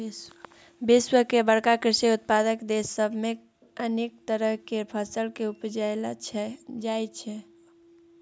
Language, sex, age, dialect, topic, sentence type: Maithili, male, 36-40, Bajjika, agriculture, statement